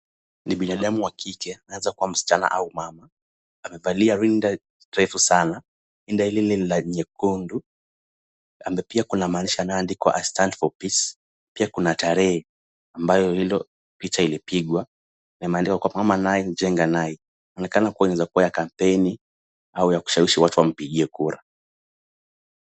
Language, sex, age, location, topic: Swahili, male, 18-24, Kisumu, government